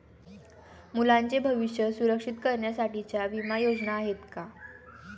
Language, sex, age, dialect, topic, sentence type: Marathi, female, 18-24, Standard Marathi, banking, question